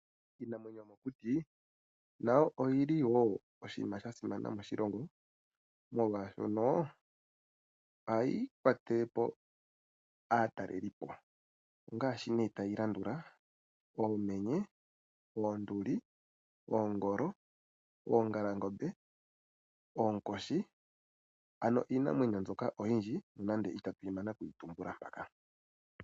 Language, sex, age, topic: Oshiwambo, male, 25-35, agriculture